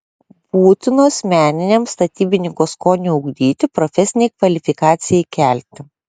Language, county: Lithuanian, Klaipėda